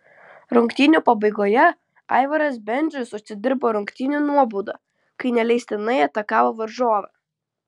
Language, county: Lithuanian, Vilnius